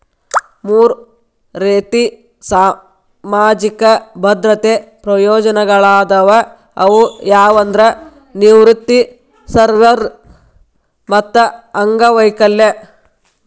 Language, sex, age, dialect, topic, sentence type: Kannada, female, 31-35, Dharwad Kannada, banking, statement